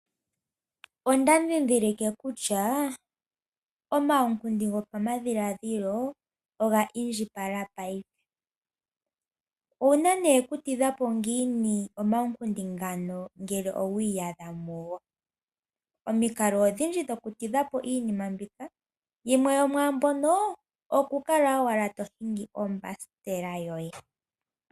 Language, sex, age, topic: Oshiwambo, female, 18-24, finance